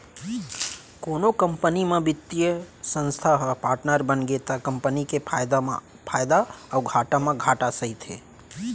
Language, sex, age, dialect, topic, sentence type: Chhattisgarhi, male, 25-30, Central, banking, statement